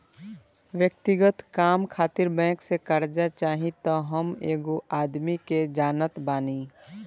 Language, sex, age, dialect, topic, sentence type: Bhojpuri, male, <18, Southern / Standard, banking, statement